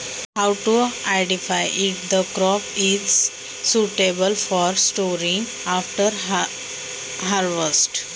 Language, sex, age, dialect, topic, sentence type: Marathi, female, 18-24, Standard Marathi, agriculture, question